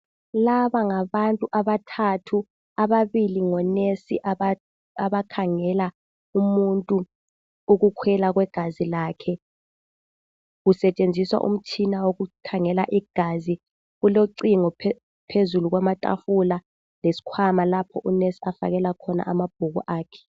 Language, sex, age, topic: North Ndebele, female, 18-24, health